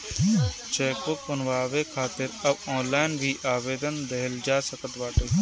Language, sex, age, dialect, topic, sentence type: Bhojpuri, male, 18-24, Northern, banking, statement